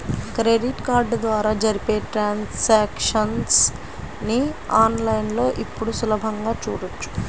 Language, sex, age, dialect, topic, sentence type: Telugu, female, 36-40, Central/Coastal, banking, statement